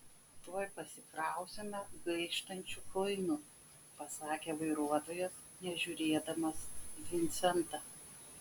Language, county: Lithuanian, Vilnius